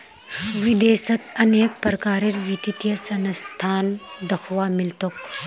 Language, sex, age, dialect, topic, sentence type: Magahi, female, 18-24, Northeastern/Surjapuri, banking, statement